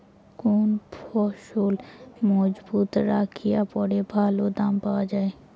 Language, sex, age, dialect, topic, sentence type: Bengali, female, 18-24, Rajbangshi, agriculture, question